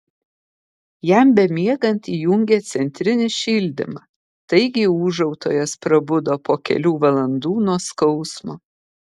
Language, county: Lithuanian, Kaunas